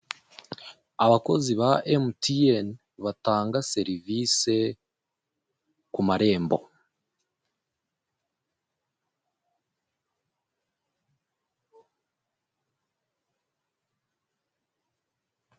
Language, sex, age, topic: Kinyarwanda, male, 18-24, finance